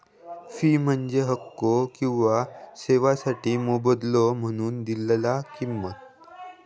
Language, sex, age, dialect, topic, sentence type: Marathi, male, 18-24, Southern Konkan, banking, statement